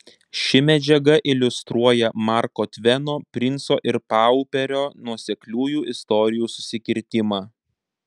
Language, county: Lithuanian, Panevėžys